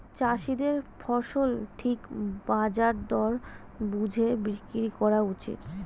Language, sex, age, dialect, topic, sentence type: Bengali, female, 36-40, Standard Colloquial, agriculture, statement